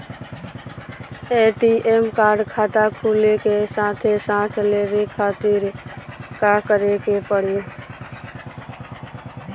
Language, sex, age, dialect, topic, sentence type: Bhojpuri, female, 18-24, Southern / Standard, banking, question